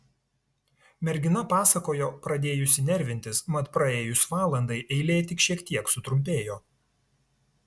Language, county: Lithuanian, Tauragė